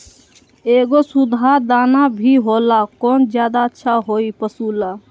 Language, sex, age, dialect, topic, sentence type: Magahi, male, 18-24, Western, agriculture, question